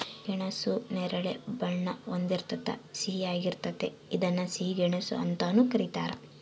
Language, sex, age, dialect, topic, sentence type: Kannada, female, 18-24, Central, agriculture, statement